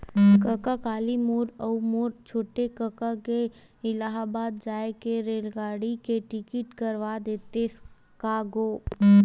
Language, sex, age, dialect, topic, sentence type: Chhattisgarhi, female, 41-45, Western/Budati/Khatahi, banking, statement